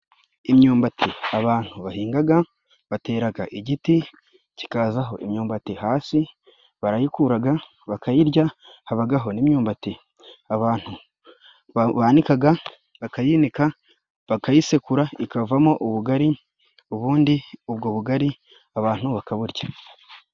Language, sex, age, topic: Kinyarwanda, male, 25-35, agriculture